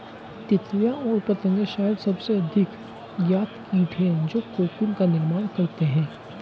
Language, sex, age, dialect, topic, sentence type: Hindi, male, 25-30, Hindustani Malvi Khadi Boli, agriculture, statement